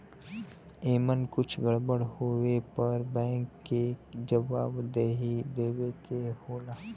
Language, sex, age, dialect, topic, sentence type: Bhojpuri, male, 18-24, Western, banking, statement